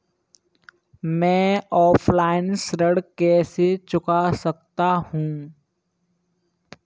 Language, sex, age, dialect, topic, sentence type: Hindi, male, 18-24, Kanauji Braj Bhasha, banking, question